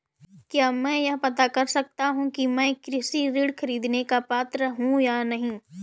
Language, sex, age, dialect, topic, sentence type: Hindi, female, 18-24, Awadhi Bundeli, banking, question